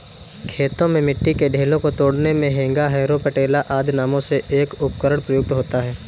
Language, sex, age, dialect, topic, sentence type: Hindi, male, 18-24, Kanauji Braj Bhasha, agriculture, statement